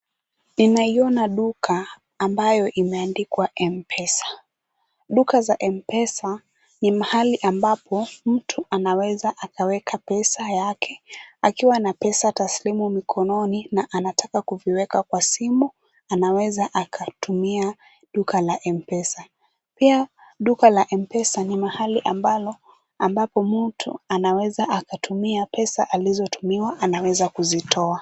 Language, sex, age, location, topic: Swahili, female, 18-24, Kisumu, finance